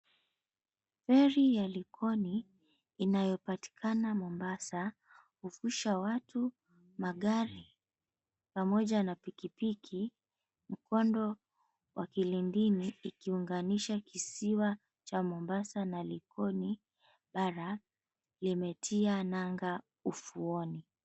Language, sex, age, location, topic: Swahili, female, 25-35, Mombasa, government